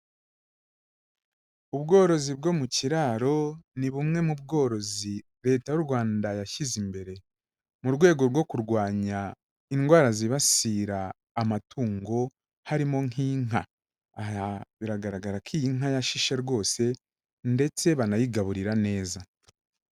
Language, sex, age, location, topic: Kinyarwanda, male, 36-49, Kigali, agriculture